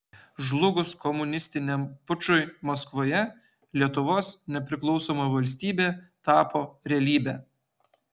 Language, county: Lithuanian, Utena